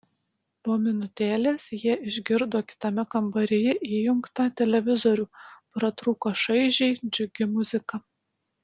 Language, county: Lithuanian, Utena